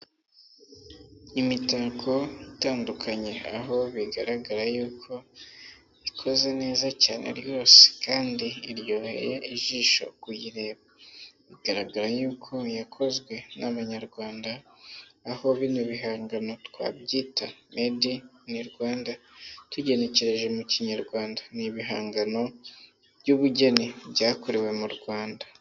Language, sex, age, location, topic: Kinyarwanda, male, 18-24, Nyagatare, education